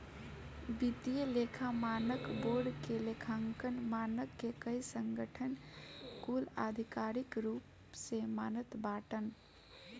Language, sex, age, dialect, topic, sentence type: Bhojpuri, female, 25-30, Northern, banking, statement